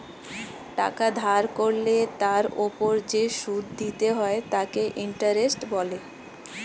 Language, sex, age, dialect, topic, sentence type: Bengali, female, 25-30, Standard Colloquial, banking, statement